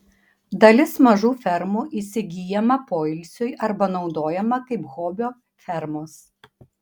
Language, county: Lithuanian, Panevėžys